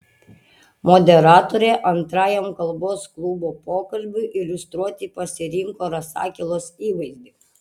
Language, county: Lithuanian, Utena